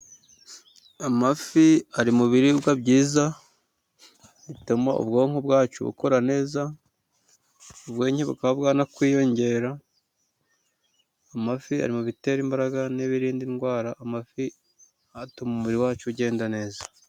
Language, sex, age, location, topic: Kinyarwanda, male, 36-49, Musanze, agriculture